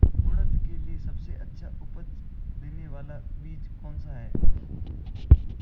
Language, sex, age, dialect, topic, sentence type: Hindi, male, 41-45, Marwari Dhudhari, agriculture, question